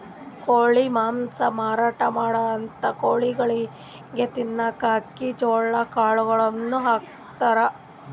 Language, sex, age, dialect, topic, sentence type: Kannada, female, 60-100, Northeastern, agriculture, statement